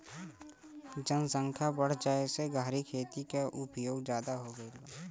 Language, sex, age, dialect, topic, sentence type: Bhojpuri, female, 18-24, Western, agriculture, statement